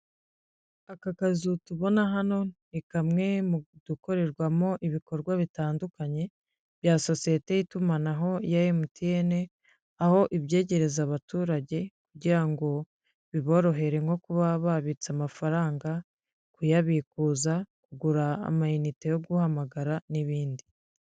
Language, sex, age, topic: Kinyarwanda, female, 50+, finance